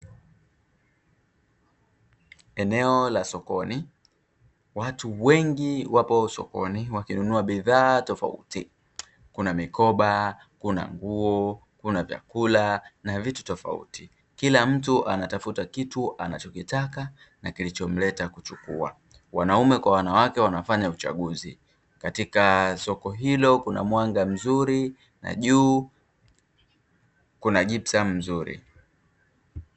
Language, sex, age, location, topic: Swahili, male, 36-49, Dar es Salaam, finance